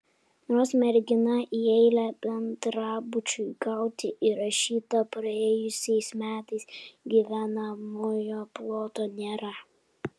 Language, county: Lithuanian, Kaunas